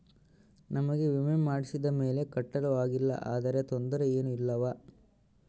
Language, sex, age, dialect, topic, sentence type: Kannada, male, 18-24, Central, banking, question